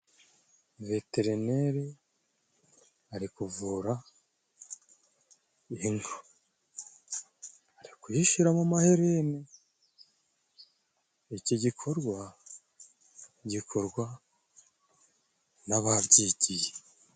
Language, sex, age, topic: Kinyarwanda, male, 25-35, agriculture